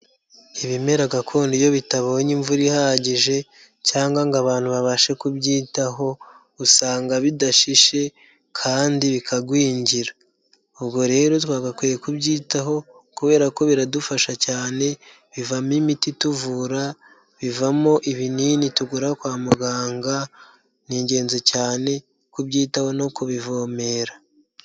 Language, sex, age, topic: Kinyarwanda, male, 25-35, health